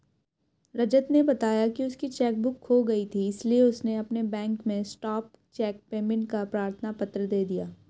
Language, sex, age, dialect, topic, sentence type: Hindi, female, 31-35, Hindustani Malvi Khadi Boli, banking, statement